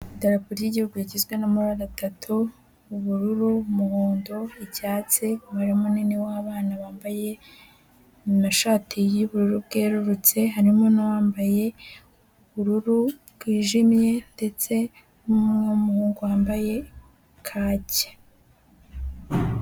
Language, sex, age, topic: Kinyarwanda, female, 18-24, health